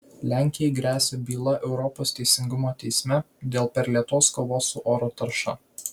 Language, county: Lithuanian, Vilnius